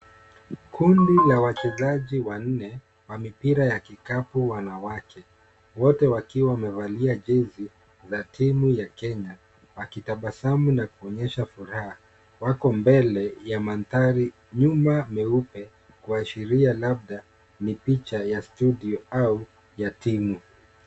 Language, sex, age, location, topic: Swahili, male, 36-49, Kisumu, government